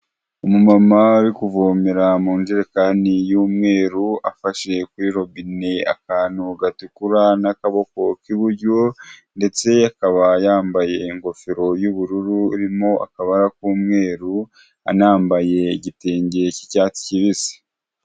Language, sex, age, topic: Kinyarwanda, male, 25-35, health